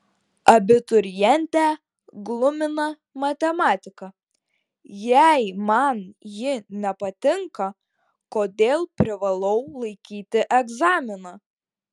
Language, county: Lithuanian, Šiauliai